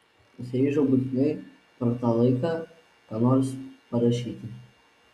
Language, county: Lithuanian, Vilnius